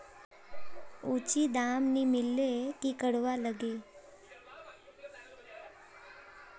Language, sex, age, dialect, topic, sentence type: Magahi, male, 18-24, Northeastern/Surjapuri, agriculture, question